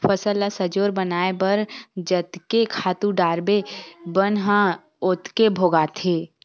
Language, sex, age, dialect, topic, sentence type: Chhattisgarhi, female, 18-24, Western/Budati/Khatahi, agriculture, statement